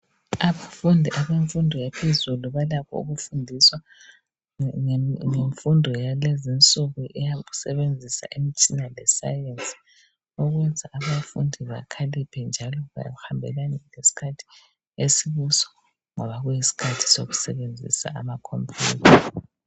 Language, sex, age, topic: North Ndebele, female, 25-35, health